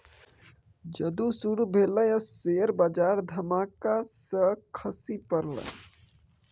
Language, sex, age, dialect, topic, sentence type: Maithili, male, 18-24, Bajjika, banking, statement